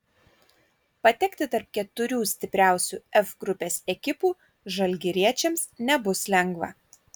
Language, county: Lithuanian, Kaunas